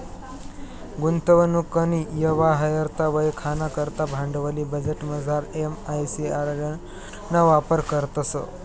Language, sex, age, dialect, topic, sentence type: Marathi, male, 18-24, Northern Konkan, banking, statement